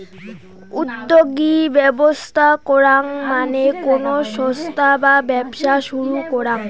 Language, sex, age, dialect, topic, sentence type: Bengali, female, <18, Rajbangshi, banking, statement